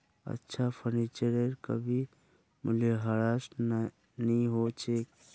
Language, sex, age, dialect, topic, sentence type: Magahi, male, 25-30, Northeastern/Surjapuri, banking, statement